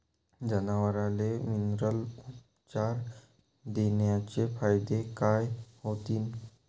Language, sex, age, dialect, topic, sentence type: Marathi, male, 18-24, Varhadi, agriculture, question